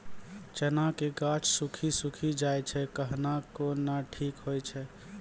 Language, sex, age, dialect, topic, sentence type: Maithili, male, 18-24, Angika, agriculture, question